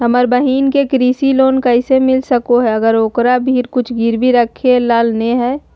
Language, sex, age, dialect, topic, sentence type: Magahi, female, 25-30, Southern, agriculture, statement